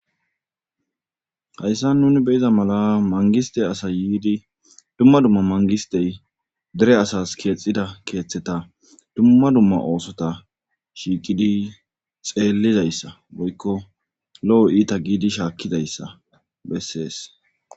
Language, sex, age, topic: Gamo, male, 25-35, government